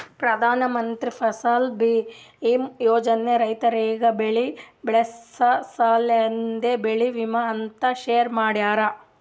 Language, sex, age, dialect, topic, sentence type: Kannada, female, 60-100, Northeastern, agriculture, statement